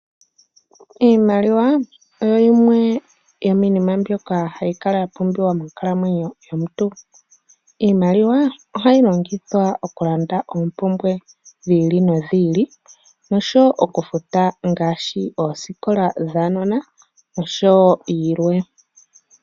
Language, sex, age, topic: Oshiwambo, male, 18-24, finance